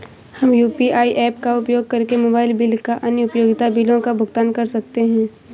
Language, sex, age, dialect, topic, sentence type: Hindi, female, 18-24, Awadhi Bundeli, banking, statement